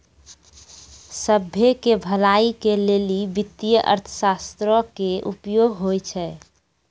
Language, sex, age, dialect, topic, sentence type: Maithili, female, 25-30, Angika, banking, statement